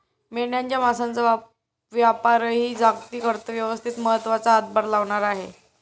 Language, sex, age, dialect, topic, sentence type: Marathi, female, 18-24, Standard Marathi, agriculture, statement